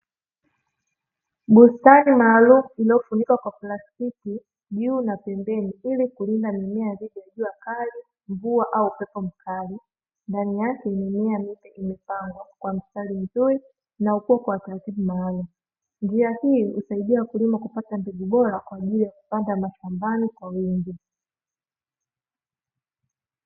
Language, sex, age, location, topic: Swahili, female, 18-24, Dar es Salaam, agriculture